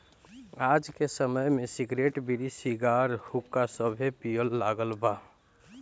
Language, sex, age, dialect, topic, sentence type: Bhojpuri, female, 25-30, Northern, agriculture, statement